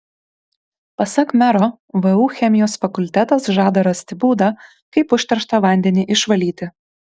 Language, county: Lithuanian, Kaunas